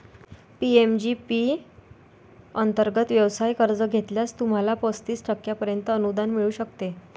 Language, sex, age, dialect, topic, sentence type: Marathi, female, 25-30, Northern Konkan, banking, statement